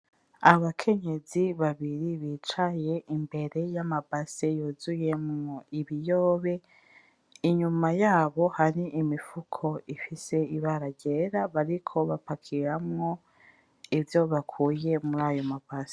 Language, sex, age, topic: Rundi, female, 25-35, agriculture